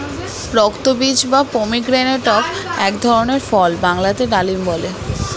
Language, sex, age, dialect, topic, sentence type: Bengali, female, 18-24, Standard Colloquial, agriculture, statement